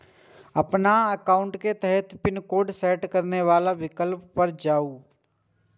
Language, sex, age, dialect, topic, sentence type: Maithili, male, 18-24, Eastern / Thethi, banking, statement